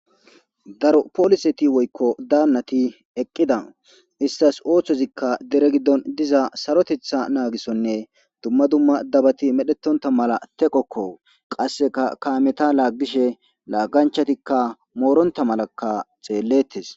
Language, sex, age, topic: Gamo, male, 25-35, government